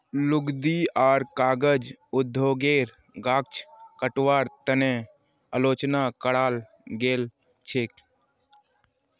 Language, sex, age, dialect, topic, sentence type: Magahi, male, 36-40, Northeastern/Surjapuri, agriculture, statement